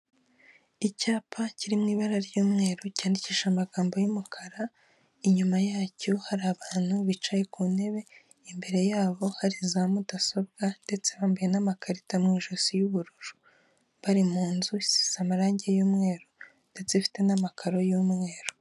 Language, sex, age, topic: Kinyarwanda, female, 18-24, government